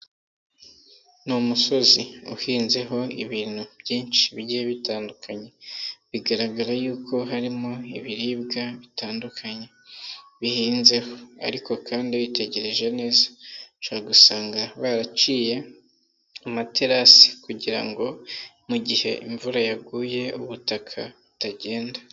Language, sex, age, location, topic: Kinyarwanda, male, 18-24, Nyagatare, agriculture